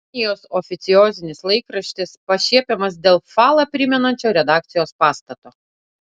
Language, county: Lithuanian, Utena